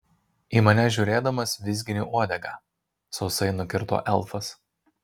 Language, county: Lithuanian, Marijampolė